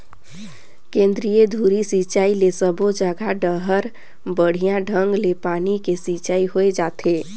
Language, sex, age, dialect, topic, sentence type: Chhattisgarhi, female, 25-30, Northern/Bhandar, agriculture, statement